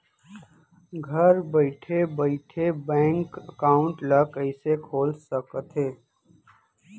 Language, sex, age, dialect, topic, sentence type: Chhattisgarhi, male, 31-35, Central, banking, question